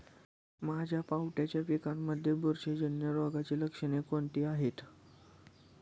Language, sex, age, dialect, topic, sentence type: Marathi, male, 18-24, Standard Marathi, agriculture, question